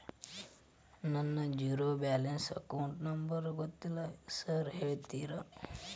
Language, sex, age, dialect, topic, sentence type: Kannada, male, 18-24, Dharwad Kannada, banking, question